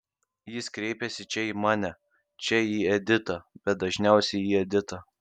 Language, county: Lithuanian, Kaunas